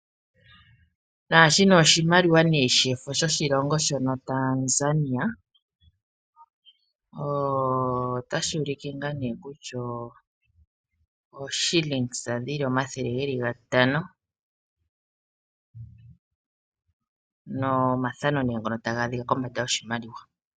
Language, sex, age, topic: Oshiwambo, female, 36-49, finance